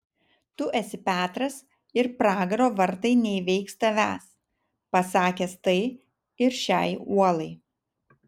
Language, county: Lithuanian, Vilnius